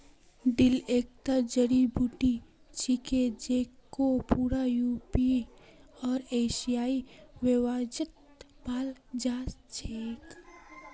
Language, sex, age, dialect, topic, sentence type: Magahi, female, 18-24, Northeastern/Surjapuri, agriculture, statement